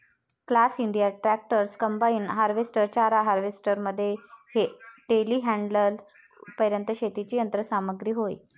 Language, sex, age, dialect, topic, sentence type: Marathi, female, 31-35, Varhadi, agriculture, statement